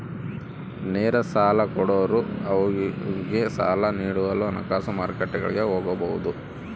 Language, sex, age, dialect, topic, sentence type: Kannada, male, 31-35, Central, banking, statement